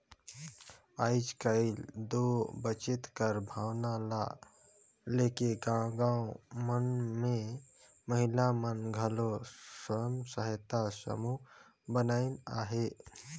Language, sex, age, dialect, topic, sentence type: Chhattisgarhi, male, 25-30, Northern/Bhandar, banking, statement